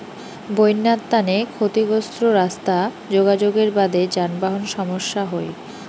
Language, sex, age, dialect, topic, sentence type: Bengali, female, 18-24, Rajbangshi, agriculture, statement